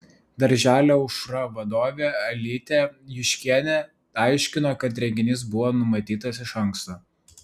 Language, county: Lithuanian, Vilnius